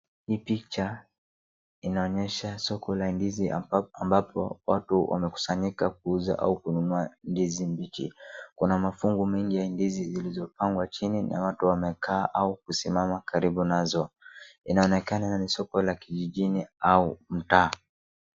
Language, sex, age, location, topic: Swahili, male, 36-49, Wajir, agriculture